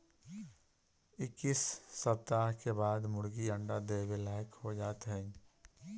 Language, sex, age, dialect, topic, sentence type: Bhojpuri, male, 18-24, Northern, agriculture, statement